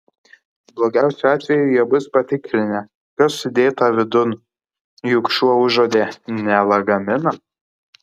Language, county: Lithuanian, Kaunas